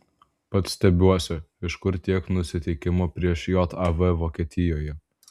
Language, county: Lithuanian, Vilnius